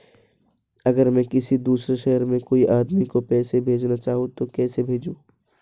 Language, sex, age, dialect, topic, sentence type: Hindi, female, 18-24, Marwari Dhudhari, banking, question